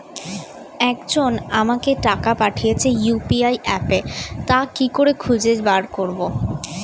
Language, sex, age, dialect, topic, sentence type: Bengali, female, 36-40, Standard Colloquial, banking, question